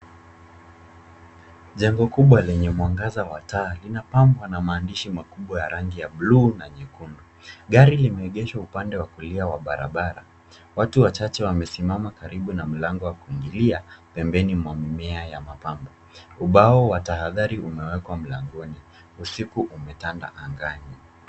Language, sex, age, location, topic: Swahili, male, 25-35, Nairobi, finance